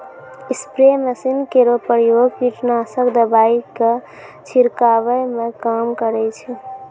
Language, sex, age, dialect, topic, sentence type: Maithili, female, 18-24, Angika, agriculture, statement